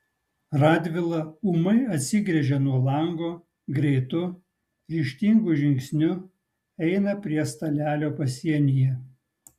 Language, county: Lithuanian, Utena